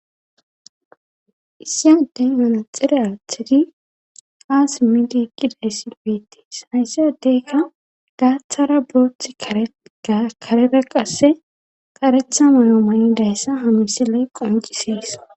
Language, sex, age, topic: Gamo, female, 18-24, government